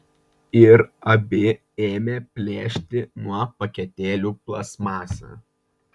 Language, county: Lithuanian, Vilnius